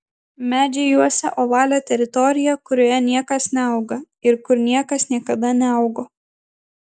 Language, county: Lithuanian, Klaipėda